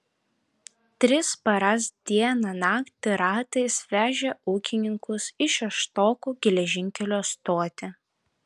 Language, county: Lithuanian, Vilnius